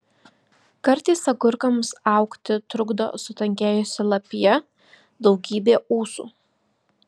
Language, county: Lithuanian, Vilnius